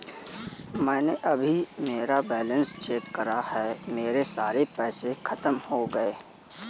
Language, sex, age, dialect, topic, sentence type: Hindi, male, 18-24, Kanauji Braj Bhasha, banking, statement